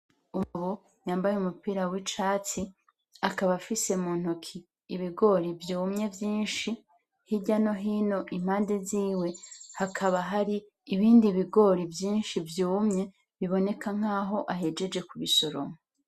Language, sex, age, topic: Rundi, female, 25-35, agriculture